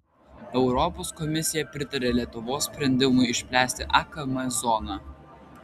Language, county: Lithuanian, Vilnius